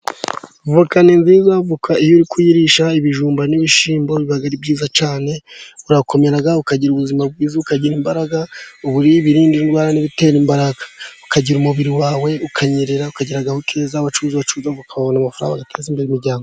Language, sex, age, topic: Kinyarwanda, male, 36-49, government